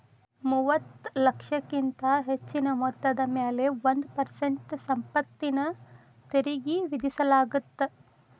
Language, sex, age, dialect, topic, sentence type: Kannada, female, 25-30, Dharwad Kannada, banking, statement